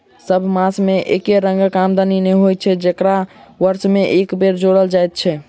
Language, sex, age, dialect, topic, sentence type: Maithili, male, 51-55, Southern/Standard, banking, statement